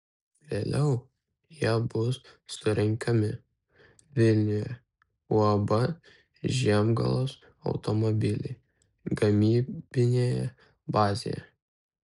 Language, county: Lithuanian, Kaunas